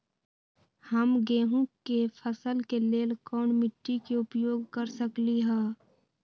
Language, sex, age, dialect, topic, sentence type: Magahi, female, 18-24, Western, agriculture, question